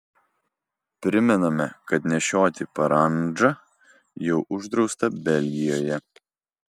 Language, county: Lithuanian, Vilnius